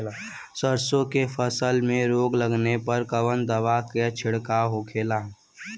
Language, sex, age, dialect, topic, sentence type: Bhojpuri, female, 18-24, Western, agriculture, question